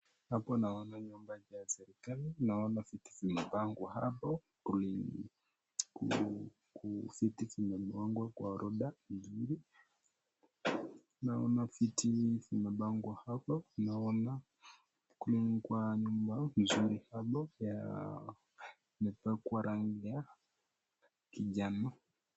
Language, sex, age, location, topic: Swahili, male, 18-24, Nakuru, education